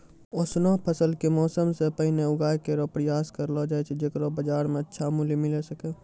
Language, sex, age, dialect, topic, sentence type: Maithili, male, 41-45, Angika, agriculture, statement